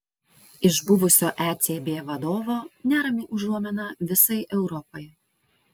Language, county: Lithuanian, Vilnius